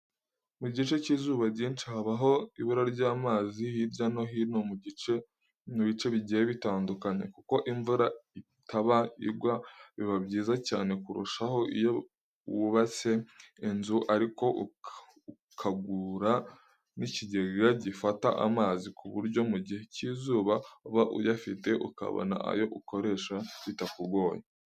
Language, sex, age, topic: Kinyarwanda, male, 18-24, education